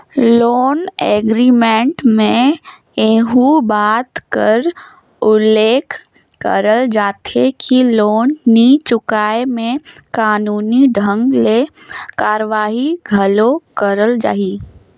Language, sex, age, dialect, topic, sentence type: Chhattisgarhi, female, 18-24, Northern/Bhandar, banking, statement